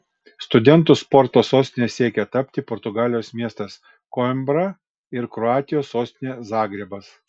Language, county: Lithuanian, Kaunas